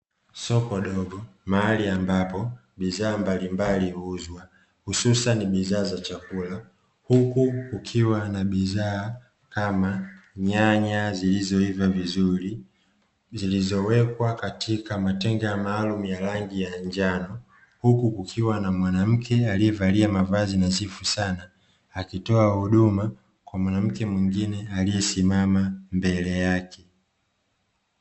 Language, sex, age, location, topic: Swahili, male, 25-35, Dar es Salaam, finance